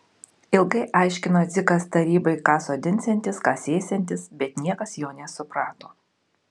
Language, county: Lithuanian, Kaunas